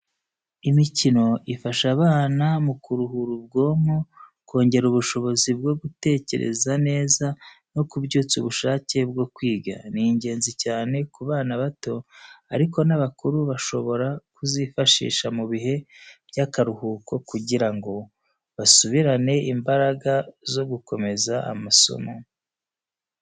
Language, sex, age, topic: Kinyarwanda, male, 36-49, education